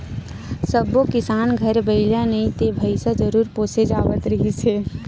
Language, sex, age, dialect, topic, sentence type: Chhattisgarhi, female, 56-60, Western/Budati/Khatahi, agriculture, statement